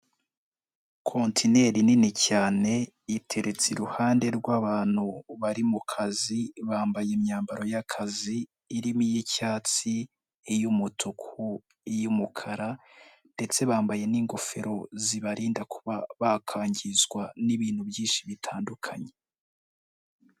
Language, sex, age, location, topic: Kinyarwanda, male, 18-24, Nyagatare, government